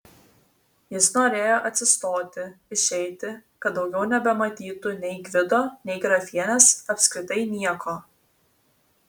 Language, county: Lithuanian, Vilnius